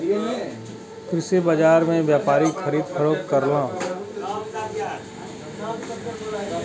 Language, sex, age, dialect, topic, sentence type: Bhojpuri, male, 31-35, Western, agriculture, statement